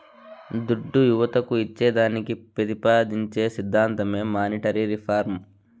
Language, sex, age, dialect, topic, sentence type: Telugu, male, 25-30, Southern, banking, statement